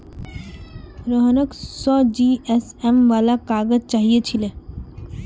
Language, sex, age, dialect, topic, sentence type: Magahi, female, 25-30, Northeastern/Surjapuri, agriculture, statement